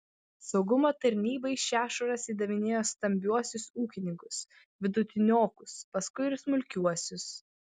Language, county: Lithuanian, Vilnius